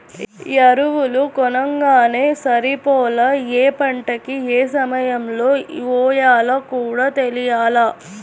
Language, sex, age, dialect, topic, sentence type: Telugu, female, 41-45, Central/Coastal, agriculture, statement